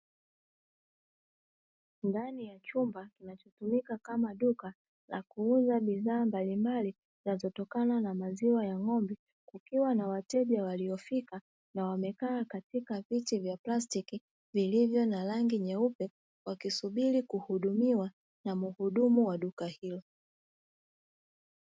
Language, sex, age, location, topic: Swahili, female, 36-49, Dar es Salaam, finance